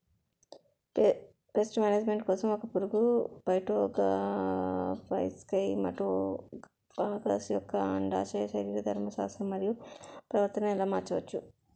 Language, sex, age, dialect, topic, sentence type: Telugu, female, 36-40, Utterandhra, agriculture, question